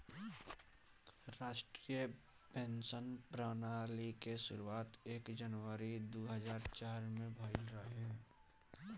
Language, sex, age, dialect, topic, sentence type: Bhojpuri, male, <18, Northern, banking, statement